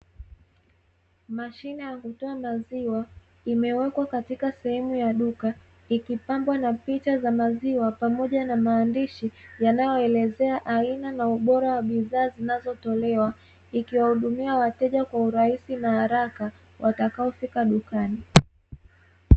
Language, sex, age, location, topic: Swahili, female, 18-24, Dar es Salaam, finance